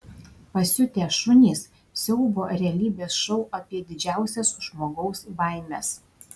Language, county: Lithuanian, Šiauliai